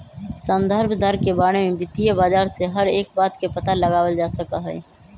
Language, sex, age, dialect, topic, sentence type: Magahi, female, 18-24, Western, banking, statement